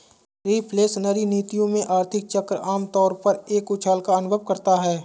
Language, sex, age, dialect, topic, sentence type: Hindi, male, 25-30, Awadhi Bundeli, banking, statement